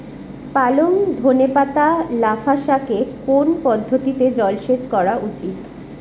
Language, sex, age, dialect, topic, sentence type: Bengali, female, 36-40, Rajbangshi, agriculture, question